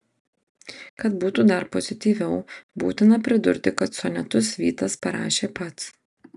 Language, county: Lithuanian, Marijampolė